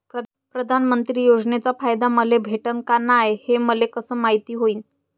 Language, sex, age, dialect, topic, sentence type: Marathi, female, 25-30, Varhadi, banking, question